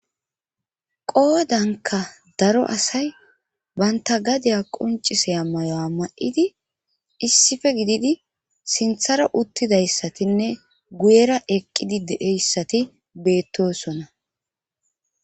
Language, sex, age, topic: Gamo, female, 36-49, government